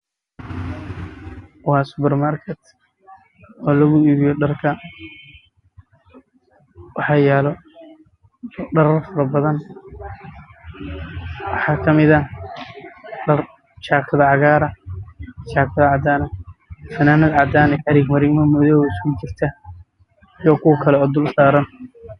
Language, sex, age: Somali, male, 18-24